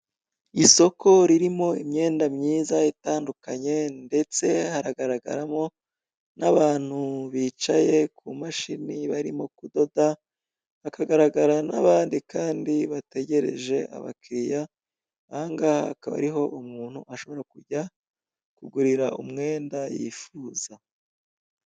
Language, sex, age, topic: Kinyarwanda, female, 25-35, finance